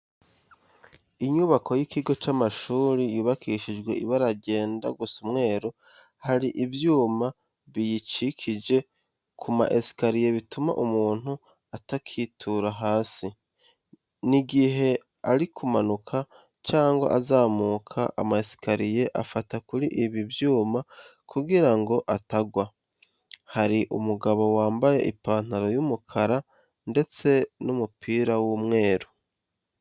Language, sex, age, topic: Kinyarwanda, male, 25-35, education